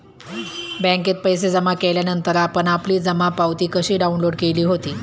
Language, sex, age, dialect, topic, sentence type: Marathi, female, 31-35, Standard Marathi, banking, statement